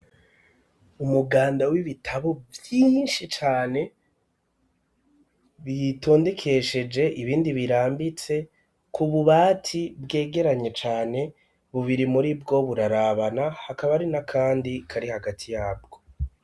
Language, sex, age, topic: Rundi, male, 36-49, education